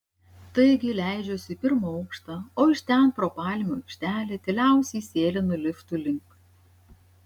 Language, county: Lithuanian, Šiauliai